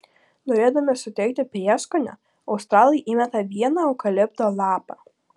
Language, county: Lithuanian, Klaipėda